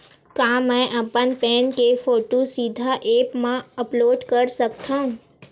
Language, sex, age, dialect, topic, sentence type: Chhattisgarhi, female, 18-24, Western/Budati/Khatahi, banking, question